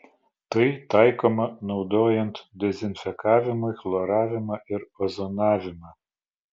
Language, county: Lithuanian, Vilnius